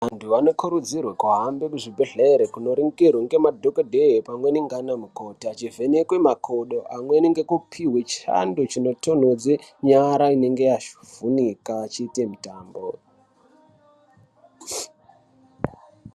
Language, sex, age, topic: Ndau, male, 18-24, health